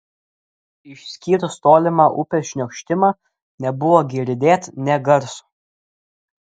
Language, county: Lithuanian, Klaipėda